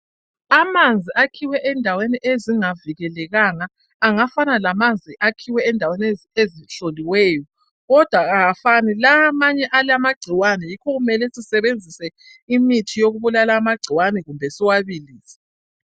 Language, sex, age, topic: North Ndebele, female, 50+, health